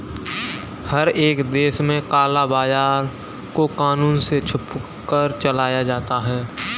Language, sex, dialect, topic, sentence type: Hindi, male, Kanauji Braj Bhasha, banking, statement